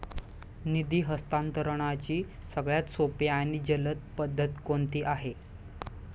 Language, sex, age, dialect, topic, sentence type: Marathi, male, 18-24, Standard Marathi, banking, question